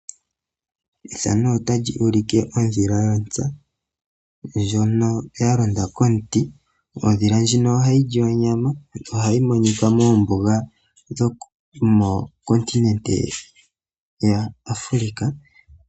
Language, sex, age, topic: Oshiwambo, male, 18-24, agriculture